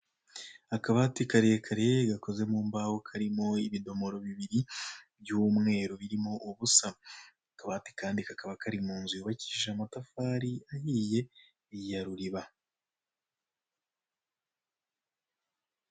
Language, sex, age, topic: Kinyarwanda, male, 25-35, finance